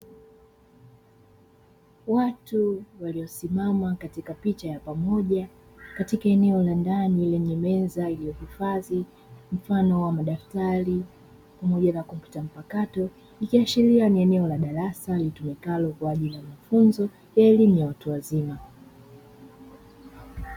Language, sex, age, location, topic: Swahili, female, 25-35, Dar es Salaam, education